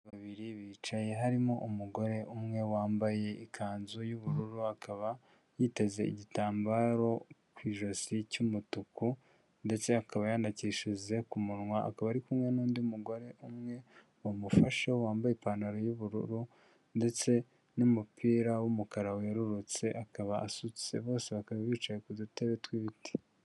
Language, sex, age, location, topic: Kinyarwanda, male, 18-24, Huye, health